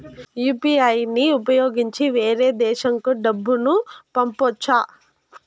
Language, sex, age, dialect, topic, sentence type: Telugu, female, 41-45, Southern, banking, question